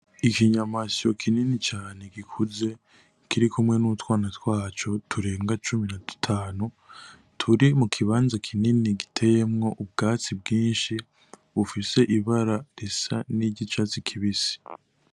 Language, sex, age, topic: Rundi, male, 18-24, agriculture